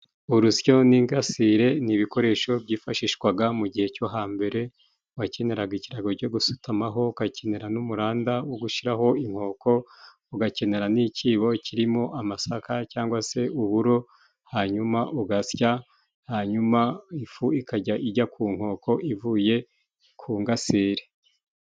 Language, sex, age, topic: Kinyarwanda, male, 36-49, government